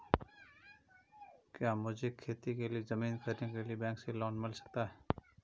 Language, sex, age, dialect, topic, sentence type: Hindi, male, 31-35, Marwari Dhudhari, agriculture, question